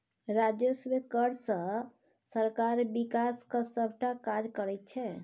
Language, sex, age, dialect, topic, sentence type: Maithili, female, 31-35, Bajjika, banking, statement